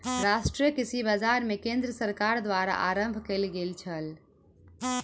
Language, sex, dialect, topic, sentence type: Maithili, female, Southern/Standard, agriculture, statement